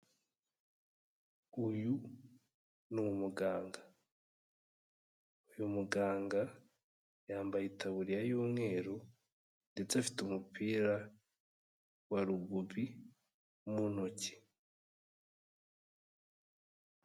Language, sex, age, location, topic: Kinyarwanda, male, 18-24, Kigali, health